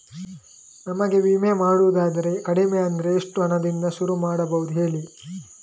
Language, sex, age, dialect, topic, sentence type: Kannada, male, 18-24, Coastal/Dakshin, banking, question